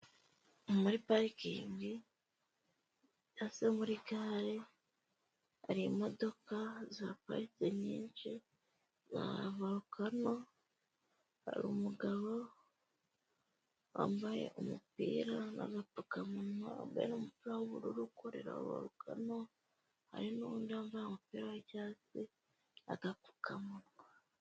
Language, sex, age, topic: Kinyarwanda, female, 18-24, finance